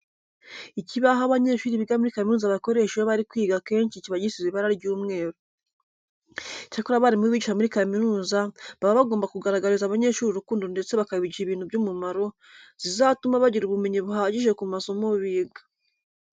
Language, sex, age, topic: Kinyarwanda, female, 25-35, education